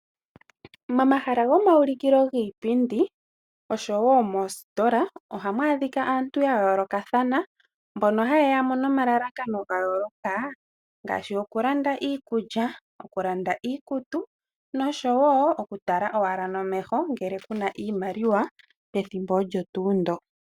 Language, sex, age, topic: Oshiwambo, female, 36-49, finance